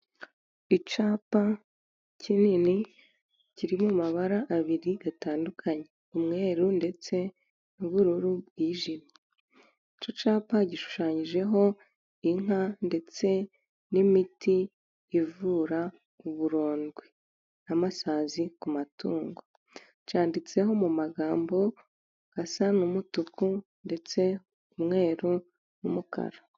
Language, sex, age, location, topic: Kinyarwanda, female, 18-24, Musanze, finance